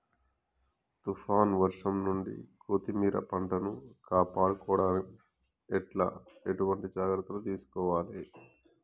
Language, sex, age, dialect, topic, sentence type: Telugu, male, 31-35, Telangana, agriculture, question